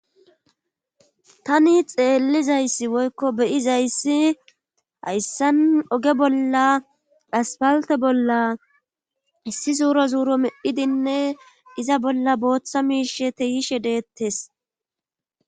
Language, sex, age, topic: Gamo, female, 36-49, government